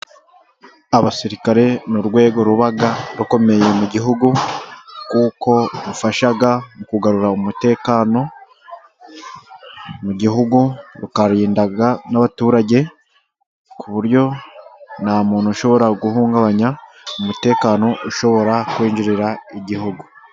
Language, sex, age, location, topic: Kinyarwanda, male, 36-49, Musanze, government